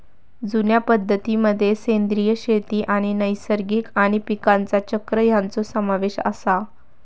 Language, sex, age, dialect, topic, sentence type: Marathi, female, 18-24, Southern Konkan, agriculture, statement